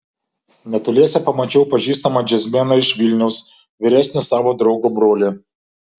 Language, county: Lithuanian, Šiauliai